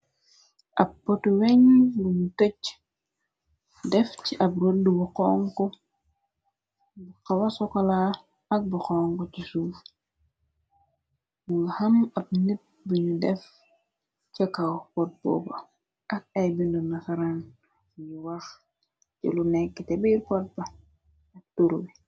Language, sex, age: Wolof, female, 25-35